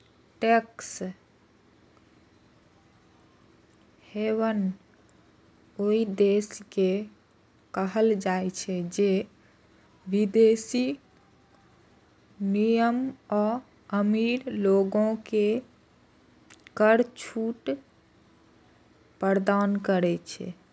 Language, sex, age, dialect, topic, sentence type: Maithili, female, 56-60, Eastern / Thethi, banking, statement